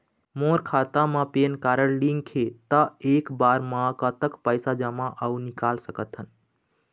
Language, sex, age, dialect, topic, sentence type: Chhattisgarhi, male, 25-30, Eastern, banking, question